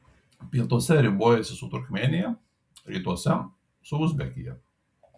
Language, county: Lithuanian, Kaunas